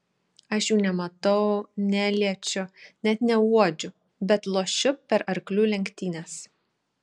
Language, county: Lithuanian, Šiauliai